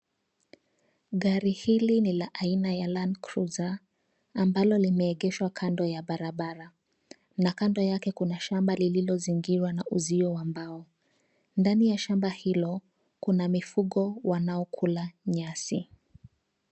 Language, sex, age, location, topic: Swahili, female, 25-35, Nairobi, finance